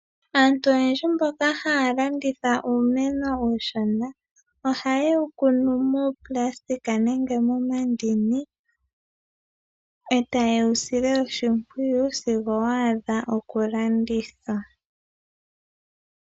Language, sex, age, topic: Oshiwambo, female, 18-24, agriculture